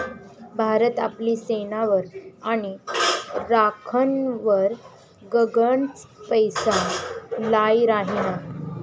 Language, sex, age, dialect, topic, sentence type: Marathi, female, 18-24, Northern Konkan, banking, statement